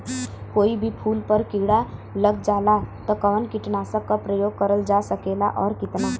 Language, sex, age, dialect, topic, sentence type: Bhojpuri, female, 18-24, Western, agriculture, question